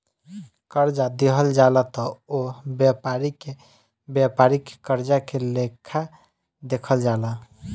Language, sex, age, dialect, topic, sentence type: Bhojpuri, male, 25-30, Southern / Standard, banking, statement